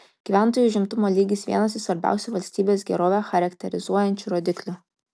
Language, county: Lithuanian, Kaunas